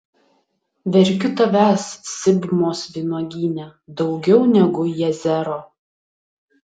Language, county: Lithuanian, Utena